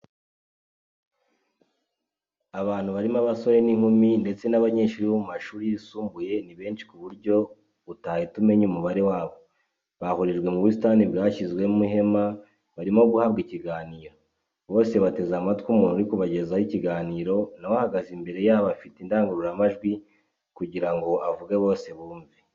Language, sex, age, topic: Kinyarwanda, male, 18-24, education